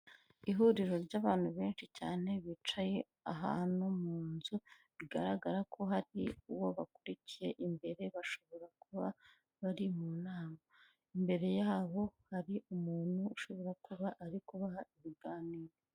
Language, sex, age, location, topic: Kinyarwanda, female, 18-24, Kigali, education